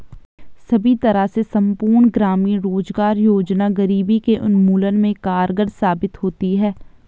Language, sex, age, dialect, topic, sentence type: Hindi, female, 18-24, Garhwali, banking, statement